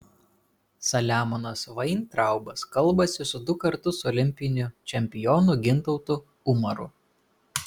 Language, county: Lithuanian, Kaunas